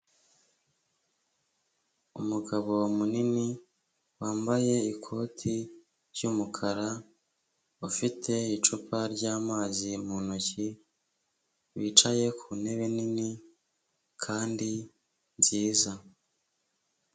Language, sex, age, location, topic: Kinyarwanda, female, 18-24, Kigali, health